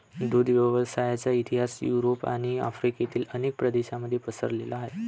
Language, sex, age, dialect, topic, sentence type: Marathi, male, 18-24, Varhadi, agriculture, statement